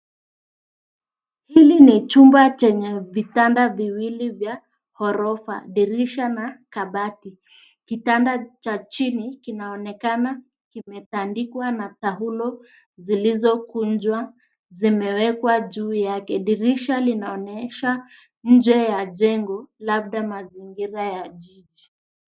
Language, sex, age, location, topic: Swahili, female, 50+, Nairobi, education